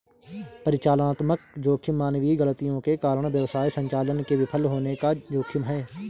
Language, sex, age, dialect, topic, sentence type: Hindi, male, 18-24, Awadhi Bundeli, banking, statement